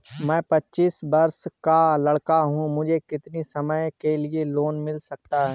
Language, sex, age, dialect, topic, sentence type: Hindi, male, 18-24, Awadhi Bundeli, banking, question